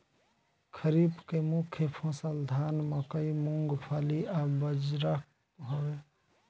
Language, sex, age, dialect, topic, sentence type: Bhojpuri, male, 18-24, Southern / Standard, agriculture, statement